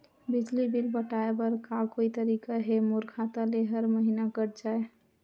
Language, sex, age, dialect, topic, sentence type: Chhattisgarhi, female, 31-35, Western/Budati/Khatahi, banking, question